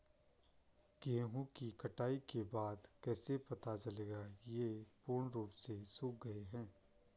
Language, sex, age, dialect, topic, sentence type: Hindi, male, 25-30, Garhwali, agriculture, question